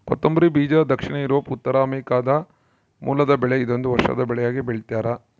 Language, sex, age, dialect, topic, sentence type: Kannada, male, 56-60, Central, agriculture, statement